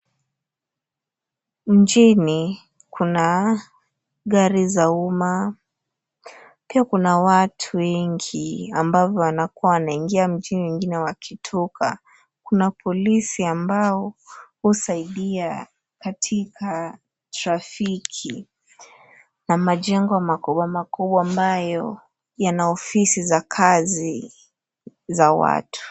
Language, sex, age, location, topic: Swahili, female, 18-24, Nairobi, government